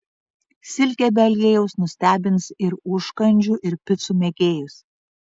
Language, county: Lithuanian, Vilnius